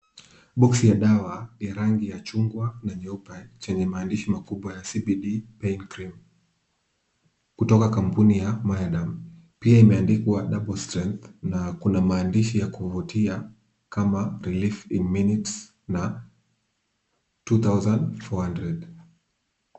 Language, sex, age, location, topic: Swahili, male, 25-35, Kisumu, health